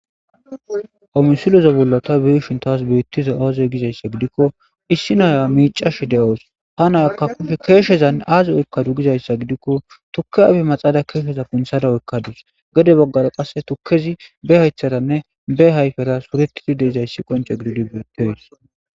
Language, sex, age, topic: Gamo, male, 25-35, agriculture